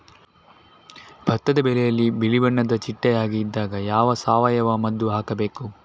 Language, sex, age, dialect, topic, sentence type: Kannada, male, 18-24, Coastal/Dakshin, agriculture, question